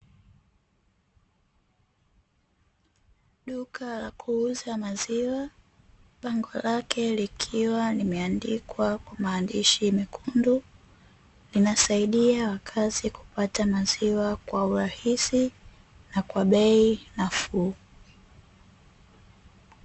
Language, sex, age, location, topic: Swahili, female, 18-24, Dar es Salaam, finance